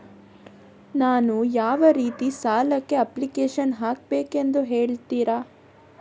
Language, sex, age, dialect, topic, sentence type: Kannada, female, 41-45, Coastal/Dakshin, banking, question